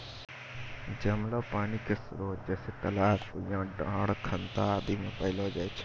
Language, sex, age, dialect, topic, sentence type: Maithili, male, 18-24, Angika, agriculture, statement